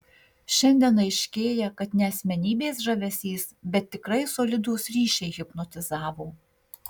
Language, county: Lithuanian, Marijampolė